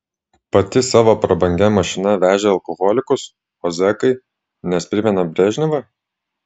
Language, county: Lithuanian, Klaipėda